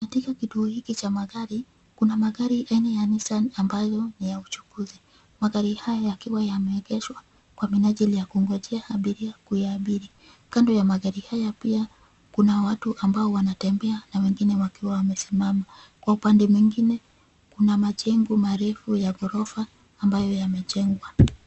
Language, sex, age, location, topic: Swahili, female, 25-35, Nairobi, government